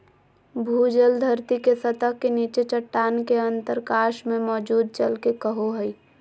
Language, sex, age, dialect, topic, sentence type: Magahi, male, 18-24, Southern, agriculture, statement